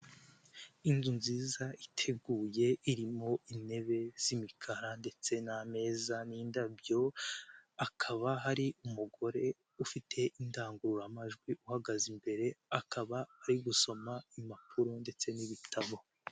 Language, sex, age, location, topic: Kinyarwanda, male, 18-24, Nyagatare, health